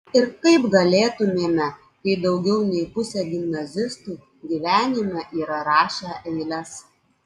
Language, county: Lithuanian, Klaipėda